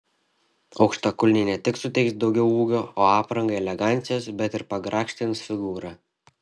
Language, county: Lithuanian, Šiauliai